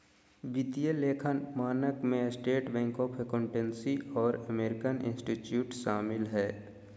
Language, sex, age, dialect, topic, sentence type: Magahi, male, 25-30, Southern, banking, statement